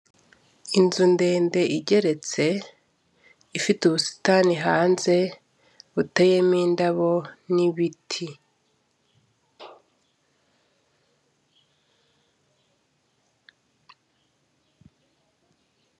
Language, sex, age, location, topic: Kinyarwanda, female, 25-35, Kigali, finance